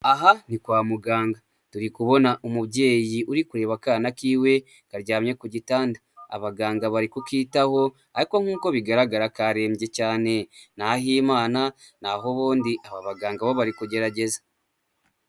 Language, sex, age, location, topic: Kinyarwanda, male, 18-24, Huye, health